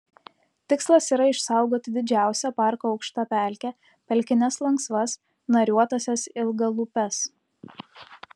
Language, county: Lithuanian, Utena